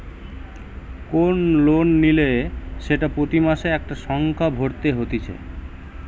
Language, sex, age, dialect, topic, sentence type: Bengali, male, 18-24, Western, banking, statement